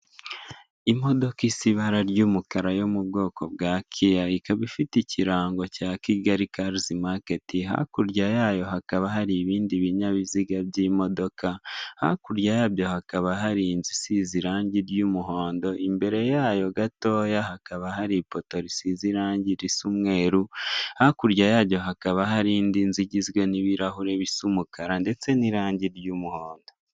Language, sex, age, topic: Kinyarwanda, male, 18-24, finance